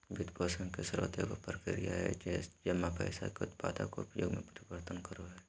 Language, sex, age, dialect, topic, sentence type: Magahi, male, 18-24, Southern, banking, statement